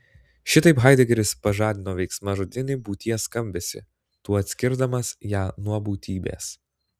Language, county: Lithuanian, Klaipėda